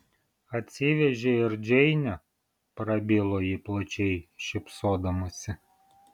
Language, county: Lithuanian, Vilnius